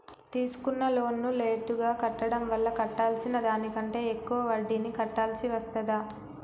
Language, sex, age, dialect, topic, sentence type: Telugu, female, 18-24, Telangana, banking, question